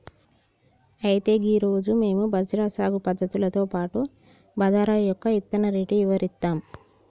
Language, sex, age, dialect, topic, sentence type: Telugu, male, 46-50, Telangana, agriculture, statement